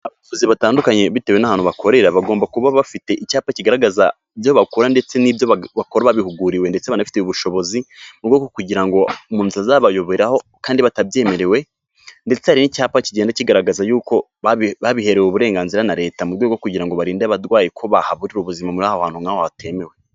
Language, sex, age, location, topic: Kinyarwanda, male, 18-24, Kigali, health